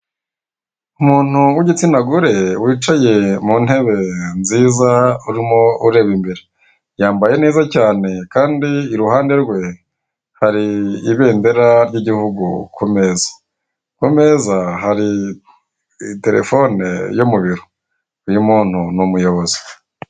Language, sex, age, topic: Kinyarwanda, male, 18-24, government